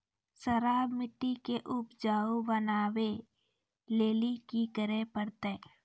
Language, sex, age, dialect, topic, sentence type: Maithili, female, 25-30, Angika, agriculture, question